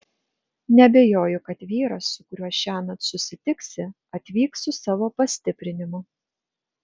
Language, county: Lithuanian, Vilnius